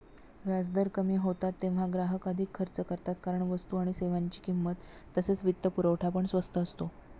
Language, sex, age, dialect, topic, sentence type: Marathi, female, 56-60, Standard Marathi, banking, statement